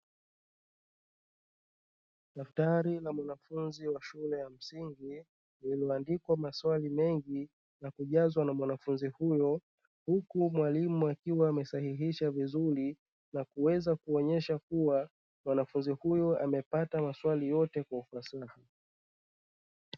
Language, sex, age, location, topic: Swahili, male, 25-35, Dar es Salaam, education